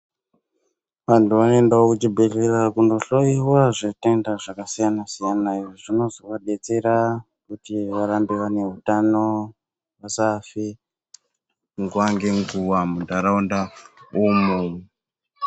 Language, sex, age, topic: Ndau, male, 18-24, health